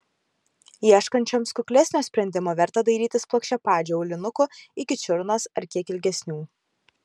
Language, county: Lithuanian, Kaunas